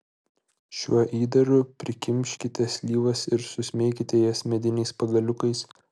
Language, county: Lithuanian, Vilnius